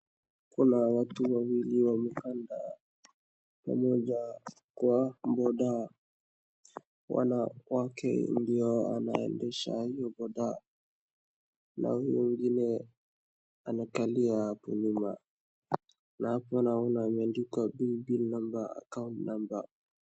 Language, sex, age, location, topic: Swahili, male, 18-24, Wajir, finance